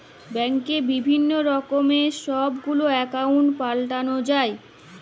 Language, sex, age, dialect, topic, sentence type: Bengali, female, 18-24, Jharkhandi, banking, statement